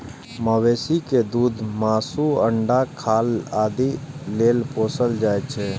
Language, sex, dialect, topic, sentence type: Maithili, male, Eastern / Thethi, agriculture, statement